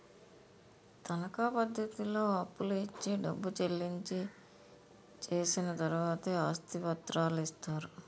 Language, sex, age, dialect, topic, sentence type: Telugu, female, 41-45, Utterandhra, banking, statement